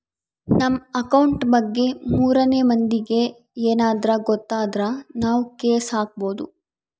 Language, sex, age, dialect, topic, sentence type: Kannada, female, 60-100, Central, banking, statement